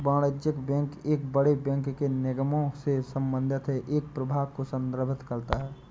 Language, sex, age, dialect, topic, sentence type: Hindi, male, 18-24, Awadhi Bundeli, banking, statement